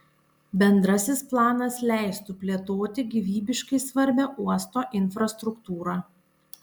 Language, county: Lithuanian, Panevėžys